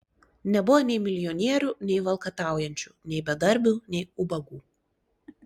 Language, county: Lithuanian, Klaipėda